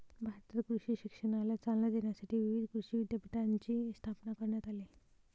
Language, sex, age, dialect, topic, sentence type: Marathi, male, 18-24, Varhadi, agriculture, statement